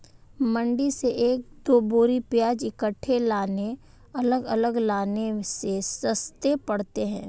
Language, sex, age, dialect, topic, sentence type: Hindi, female, 18-24, Marwari Dhudhari, agriculture, statement